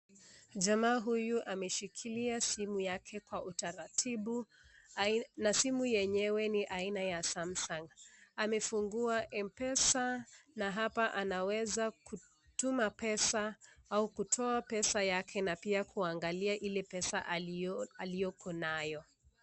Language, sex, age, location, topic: Swahili, female, 25-35, Nakuru, finance